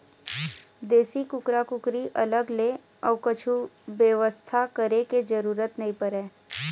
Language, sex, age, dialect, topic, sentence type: Chhattisgarhi, female, 18-24, Eastern, agriculture, statement